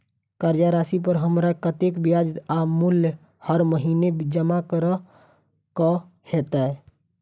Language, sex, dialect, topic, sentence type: Maithili, female, Southern/Standard, banking, question